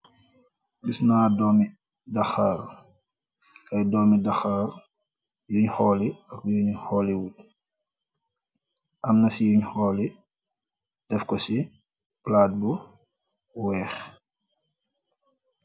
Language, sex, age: Wolof, male, 25-35